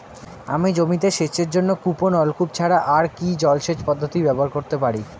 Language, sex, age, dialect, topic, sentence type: Bengali, male, 18-24, Standard Colloquial, agriculture, question